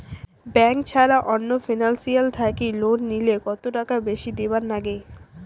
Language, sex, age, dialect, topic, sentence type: Bengali, female, 18-24, Rajbangshi, banking, question